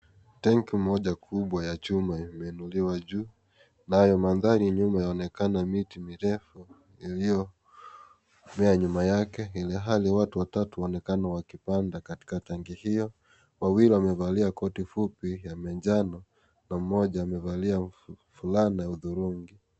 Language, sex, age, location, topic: Swahili, male, 25-35, Kisii, health